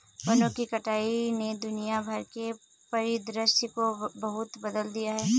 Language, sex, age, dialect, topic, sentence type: Hindi, female, 18-24, Kanauji Braj Bhasha, agriculture, statement